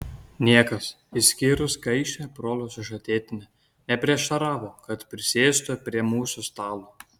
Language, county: Lithuanian, Kaunas